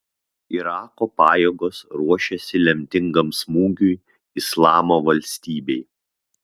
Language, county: Lithuanian, Vilnius